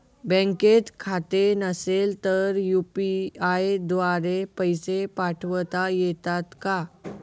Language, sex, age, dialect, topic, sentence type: Marathi, male, 18-24, Northern Konkan, banking, question